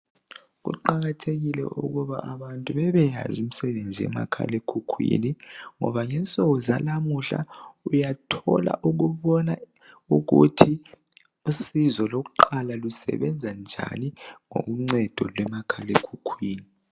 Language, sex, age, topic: North Ndebele, male, 18-24, health